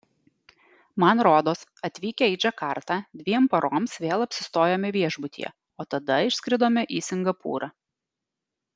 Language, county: Lithuanian, Alytus